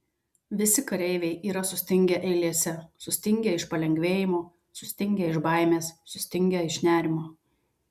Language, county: Lithuanian, Vilnius